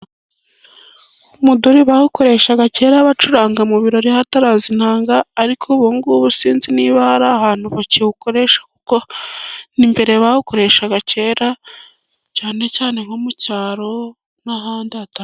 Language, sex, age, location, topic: Kinyarwanda, male, 18-24, Burera, government